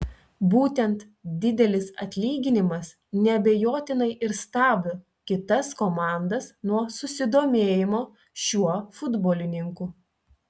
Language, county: Lithuanian, Telšiai